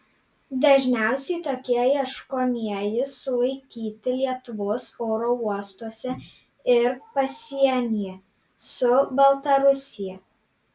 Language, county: Lithuanian, Panevėžys